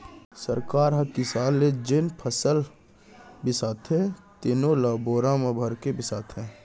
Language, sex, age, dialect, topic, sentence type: Chhattisgarhi, male, 60-100, Central, agriculture, statement